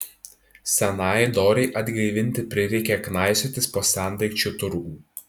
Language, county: Lithuanian, Tauragė